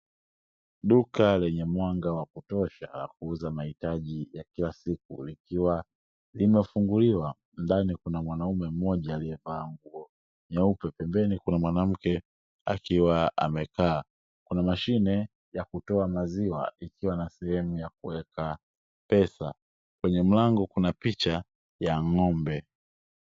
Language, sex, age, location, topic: Swahili, male, 25-35, Dar es Salaam, finance